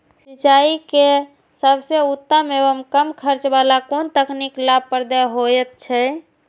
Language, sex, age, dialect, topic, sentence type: Maithili, female, 36-40, Eastern / Thethi, agriculture, question